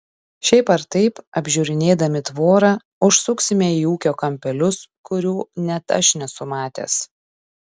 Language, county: Lithuanian, Šiauliai